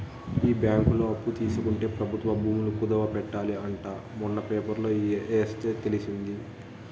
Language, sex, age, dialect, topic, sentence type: Telugu, male, 31-35, Southern, banking, statement